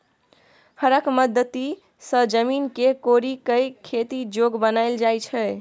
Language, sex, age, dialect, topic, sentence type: Maithili, female, 18-24, Bajjika, agriculture, statement